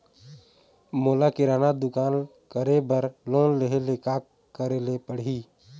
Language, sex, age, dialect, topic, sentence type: Chhattisgarhi, male, 18-24, Eastern, banking, question